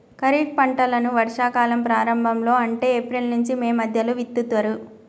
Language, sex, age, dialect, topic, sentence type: Telugu, female, 25-30, Telangana, agriculture, statement